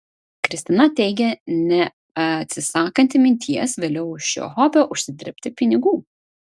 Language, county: Lithuanian, Vilnius